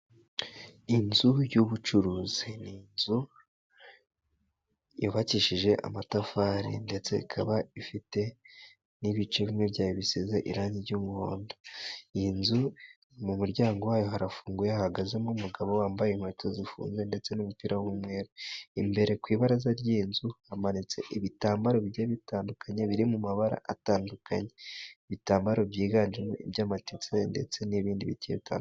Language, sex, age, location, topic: Kinyarwanda, male, 18-24, Musanze, finance